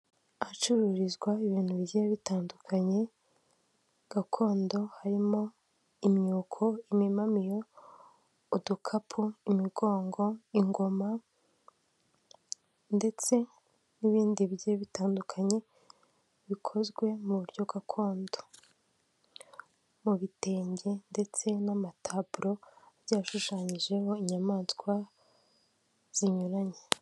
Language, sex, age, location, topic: Kinyarwanda, female, 18-24, Kigali, finance